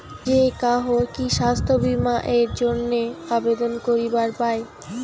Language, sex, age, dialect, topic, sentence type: Bengali, female, 18-24, Rajbangshi, banking, question